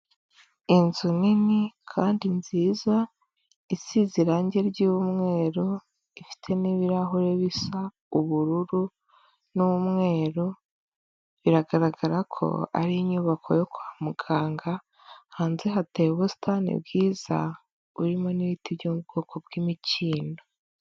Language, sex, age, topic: Kinyarwanda, female, 18-24, health